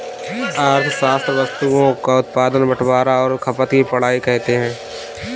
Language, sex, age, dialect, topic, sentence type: Hindi, male, 18-24, Kanauji Braj Bhasha, banking, statement